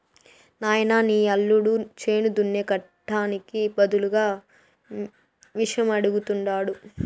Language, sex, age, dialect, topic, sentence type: Telugu, female, 18-24, Southern, agriculture, statement